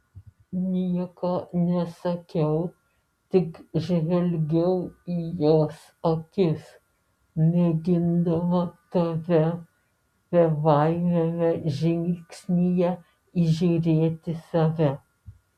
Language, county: Lithuanian, Alytus